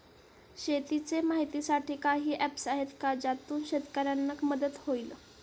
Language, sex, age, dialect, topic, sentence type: Marathi, female, 18-24, Standard Marathi, agriculture, question